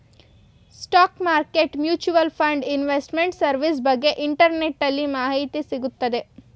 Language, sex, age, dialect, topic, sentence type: Kannada, female, 18-24, Mysore Kannada, banking, statement